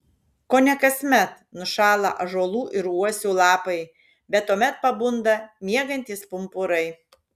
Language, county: Lithuanian, Šiauliai